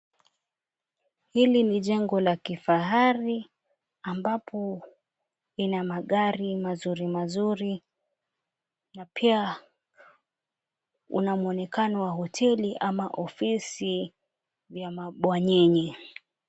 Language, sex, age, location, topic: Swahili, female, 25-35, Mombasa, government